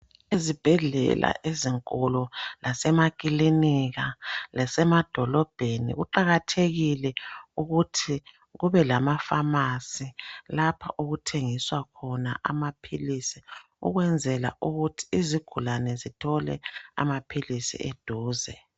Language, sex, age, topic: North Ndebele, male, 50+, health